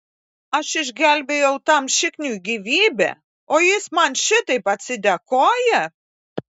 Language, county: Lithuanian, Klaipėda